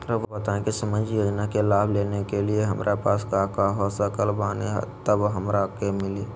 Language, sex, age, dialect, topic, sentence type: Magahi, male, 56-60, Southern, banking, question